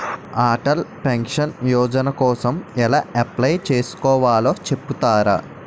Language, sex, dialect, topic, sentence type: Telugu, male, Utterandhra, banking, question